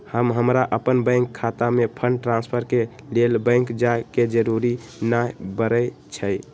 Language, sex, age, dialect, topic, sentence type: Magahi, male, 18-24, Western, banking, statement